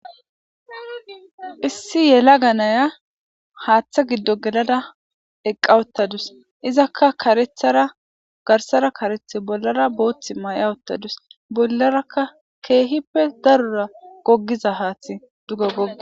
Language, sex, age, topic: Gamo, female, 18-24, government